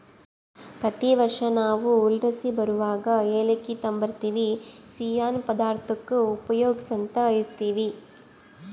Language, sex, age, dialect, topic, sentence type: Kannada, female, 31-35, Central, agriculture, statement